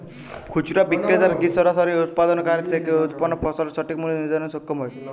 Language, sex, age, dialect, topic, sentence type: Bengali, male, 18-24, Jharkhandi, agriculture, question